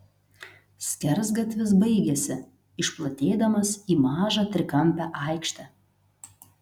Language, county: Lithuanian, Telšiai